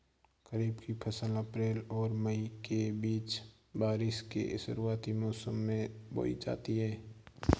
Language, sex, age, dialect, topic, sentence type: Hindi, male, 46-50, Marwari Dhudhari, agriculture, statement